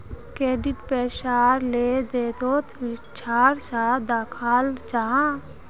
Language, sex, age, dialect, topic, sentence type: Magahi, female, 18-24, Northeastern/Surjapuri, banking, statement